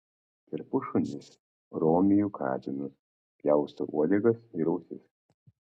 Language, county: Lithuanian, Kaunas